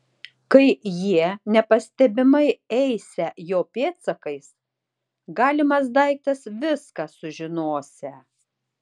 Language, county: Lithuanian, Tauragė